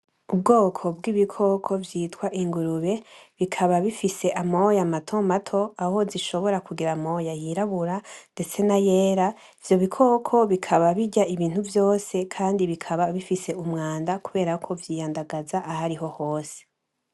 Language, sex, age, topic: Rundi, male, 18-24, agriculture